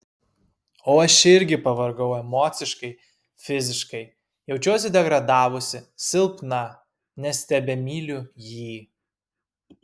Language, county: Lithuanian, Kaunas